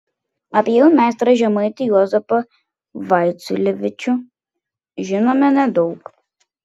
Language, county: Lithuanian, Klaipėda